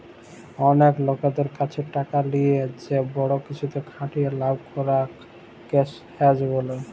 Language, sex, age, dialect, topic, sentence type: Bengali, male, 18-24, Jharkhandi, banking, statement